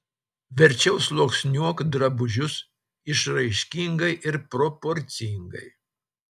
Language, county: Lithuanian, Telšiai